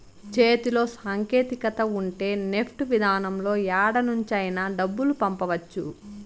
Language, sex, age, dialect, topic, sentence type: Telugu, female, 25-30, Southern, banking, statement